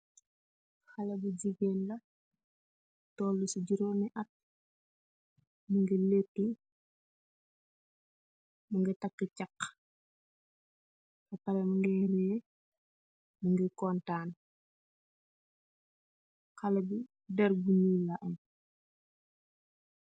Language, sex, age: Wolof, female, 18-24